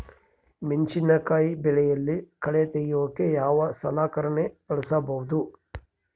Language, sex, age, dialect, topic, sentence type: Kannada, male, 31-35, Central, agriculture, question